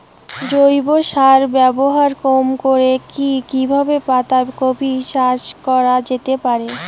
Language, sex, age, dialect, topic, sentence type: Bengali, female, 18-24, Rajbangshi, agriculture, question